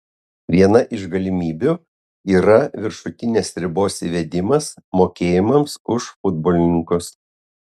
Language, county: Lithuanian, Utena